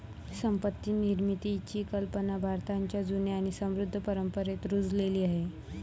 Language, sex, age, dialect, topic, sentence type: Marathi, male, 18-24, Varhadi, banking, statement